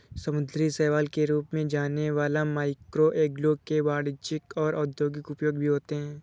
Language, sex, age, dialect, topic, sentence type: Hindi, male, 25-30, Awadhi Bundeli, agriculture, statement